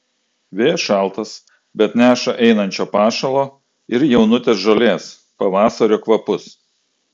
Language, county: Lithuanian, Klaipėda